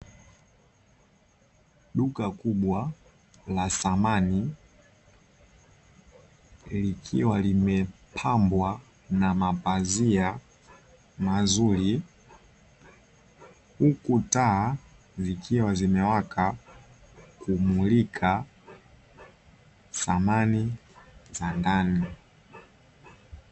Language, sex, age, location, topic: Swahili, male, 25-35, Dar es Salaam, finance